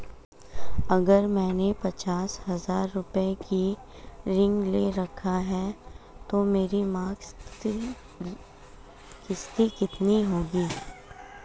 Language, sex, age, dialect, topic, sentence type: Hindi, female, 18-24, Marwari Dhudhari, banking, question